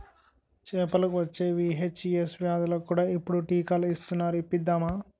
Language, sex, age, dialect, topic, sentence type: Telugu, male, 60-100, Utterandhra, agriculture, statement